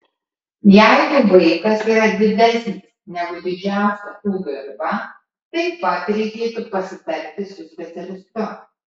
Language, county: Lithuanian, Kaunas